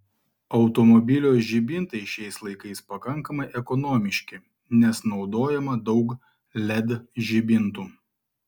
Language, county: Lithuanian, Klaipėda